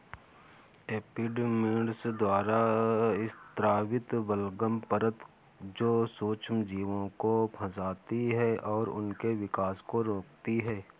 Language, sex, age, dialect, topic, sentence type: Hindi, male, 18-24, Awadhi Bundeli, agriculture, statement